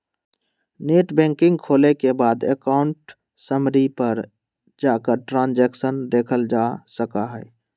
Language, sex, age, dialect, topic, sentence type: Magahi, male, 18-24, Western, banking, statement